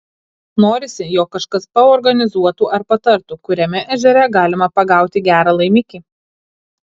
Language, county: Lithuanian, Kaunas